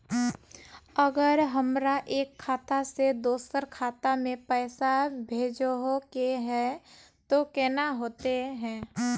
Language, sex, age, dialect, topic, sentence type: Magahi, female, 18-24, Northeastern/Surjapuri, banking, question